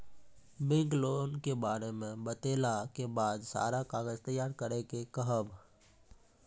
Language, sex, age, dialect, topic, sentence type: Maithili, male, 18-24, Angika, banking, question